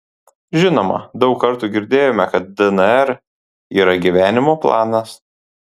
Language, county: Lithuanian, Panevėžys